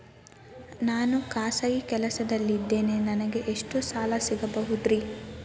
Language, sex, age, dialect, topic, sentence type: Kannada, female, 18-24, Dharwad Kannada, banking, question